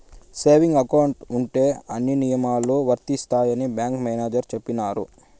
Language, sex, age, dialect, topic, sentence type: Telugu, male, 18-24, Southern, banking, statement